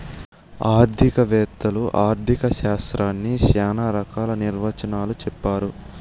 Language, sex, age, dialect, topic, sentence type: Telugu, male, 18-24, Southern, banking, statement